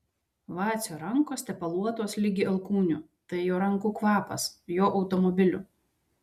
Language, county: Lithuanian, Vilnius